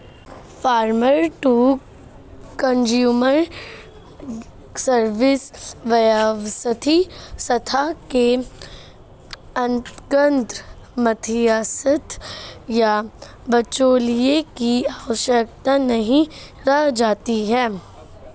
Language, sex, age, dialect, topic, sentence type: Hindi, female, 31-35, Marwari Dhudhari, agriculture, statement